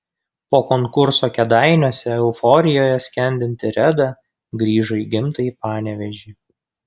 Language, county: Lithuanian, Kaunas